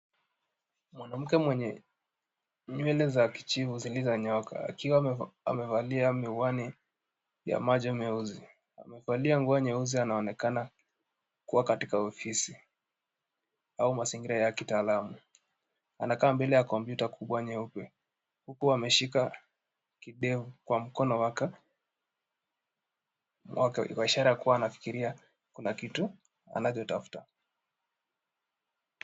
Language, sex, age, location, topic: Swahili, male, 25-35, Nairobi, education